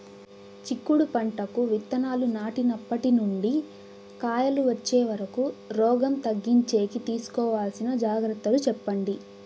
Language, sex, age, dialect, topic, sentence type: Telugu, female, 18-24, Southern, agriculture, question